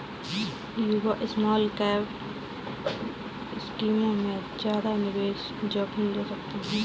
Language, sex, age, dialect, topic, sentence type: Hindi, female, 31-35, Kanauji Braj Bhasha, banking, statement